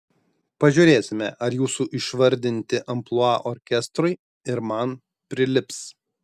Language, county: Lithuanian, Šiauliai